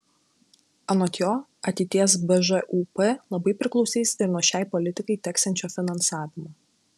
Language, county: Lithuanian, Klaipėda